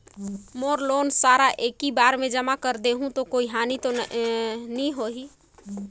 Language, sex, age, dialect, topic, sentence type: Chhattisgarhi, female, 25-30, Northern/Bhandar, banking, question